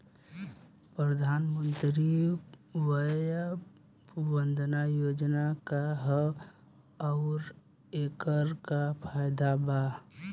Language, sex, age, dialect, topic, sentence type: Bhojpuri, male, 18-24, Southern / Standard, banking, question